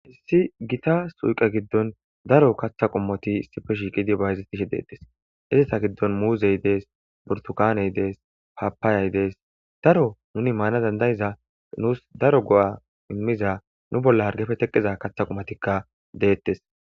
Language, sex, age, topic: Gamo, male, 25-35, agriculture